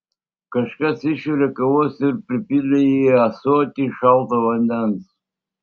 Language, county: Lithuanian, Tauragė